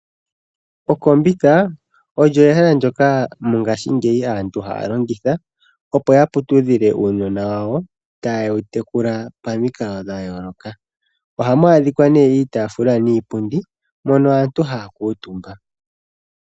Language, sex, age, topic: Oshiwambo, female, 25-35, finance